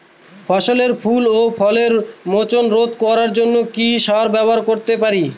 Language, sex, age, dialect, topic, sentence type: Bengali, male, 41-45, Northern/Varendri, agriculture, question